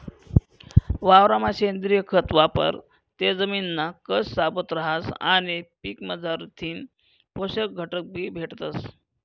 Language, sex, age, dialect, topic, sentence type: Marathi, male, 25-30, Northern Konkan, agriculture, statement